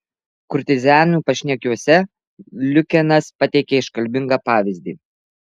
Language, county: Lithuanian, Alytus